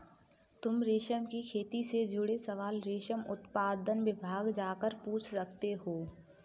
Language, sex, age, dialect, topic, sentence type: Hindi, female, 18-24, Kanauji Braj Bhasha, agriculture, statement